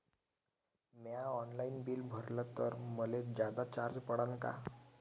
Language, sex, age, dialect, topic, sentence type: Marathi, male, 18-24, Varhadi, banking, question